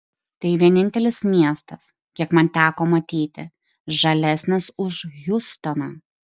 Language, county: Lithuanian, Šiauliai